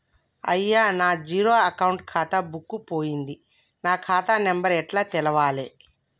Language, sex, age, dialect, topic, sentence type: Telugu, female, 25-30, Telangana, banking, question